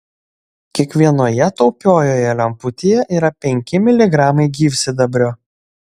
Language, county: Lithuanian, Šiauliai